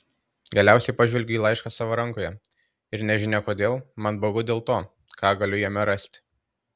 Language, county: Lithuanian, Tauragė